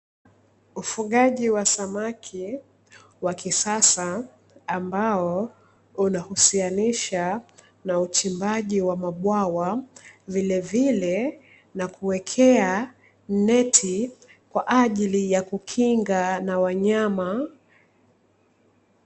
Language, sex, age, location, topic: Swahili, female, 25-35, Dar es Salaam, agriculture